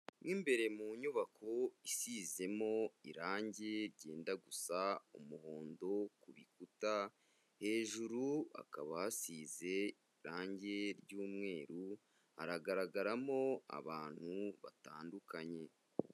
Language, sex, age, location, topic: Kinyarwanda, male, 25-35, Kigali, education